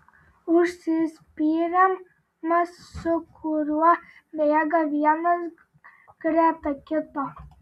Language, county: Lithuanian, Telšiai